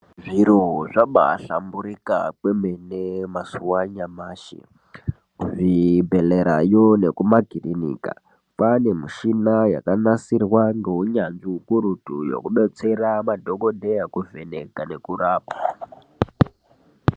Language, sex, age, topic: Ndau, male, 18-24, health